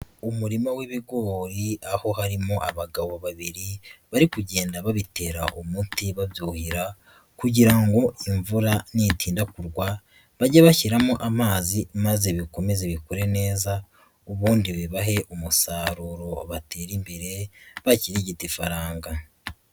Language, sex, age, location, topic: Kinyarwanda, male, 36-49, Nyagatare, agriculture